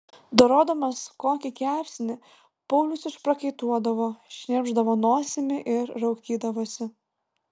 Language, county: Lithuanian, Vilnius